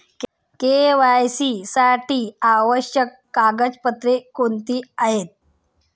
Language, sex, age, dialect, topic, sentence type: Marathi, female, 25-30, Standard Marathi, banking, question